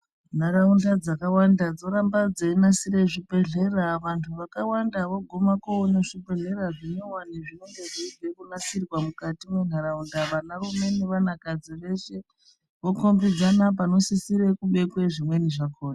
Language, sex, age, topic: Ndau, female, 36-49, health